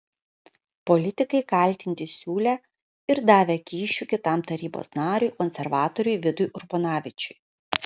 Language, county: Lithuanian, Kaunas